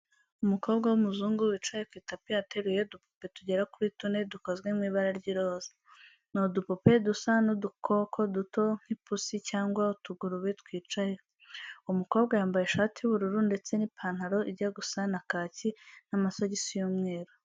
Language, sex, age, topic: Kinyarwanda, female, 18-24, education